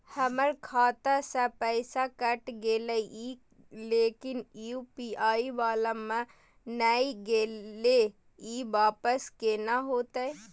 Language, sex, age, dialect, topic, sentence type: Maithili, female, 18-24, Bajjika, banking, question